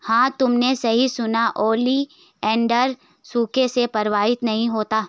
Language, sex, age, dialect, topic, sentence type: Hindi, female, 56-60, Garhwali, agriculture, statement